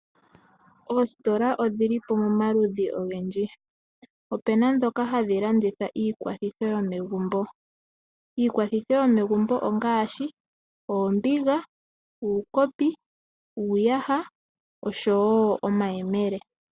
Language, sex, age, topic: Oshiwambo, female, 18-24, finance